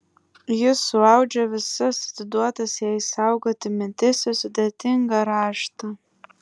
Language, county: Lithuanian, Klaipėda